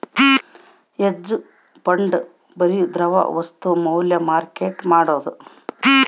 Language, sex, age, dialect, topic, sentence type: Kannada, female, 18-24, Central, banking, statement